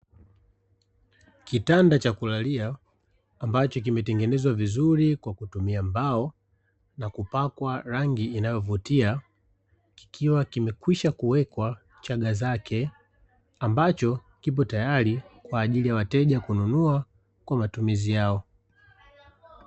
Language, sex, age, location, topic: Swahili, male, 36-49, Dar es Salaam, finance